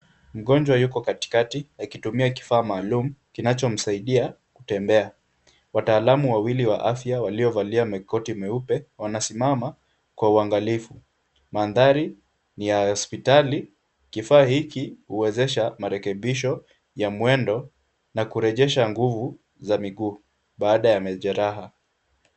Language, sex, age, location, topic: Swahili, male, 18-24, Kisumu, health